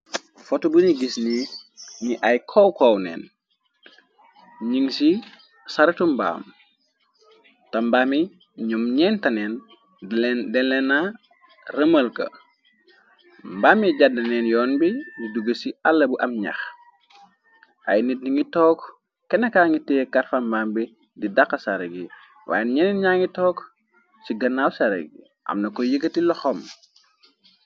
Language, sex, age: Wolof, male, 25-35